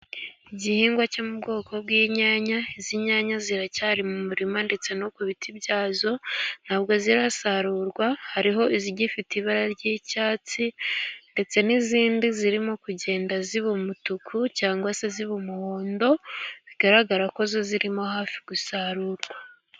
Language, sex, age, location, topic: Kinyarwanda, female, 18-24, Gakenke, agriculture